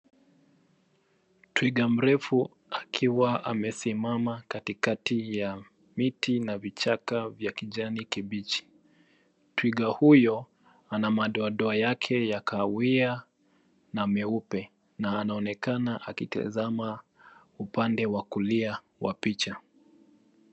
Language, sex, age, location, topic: Swahili, male, 25-35, Nairobi, government